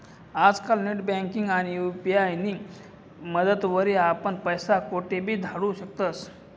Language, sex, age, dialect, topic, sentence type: Marathi, male, 18-24, Northern Konkan, banking, statement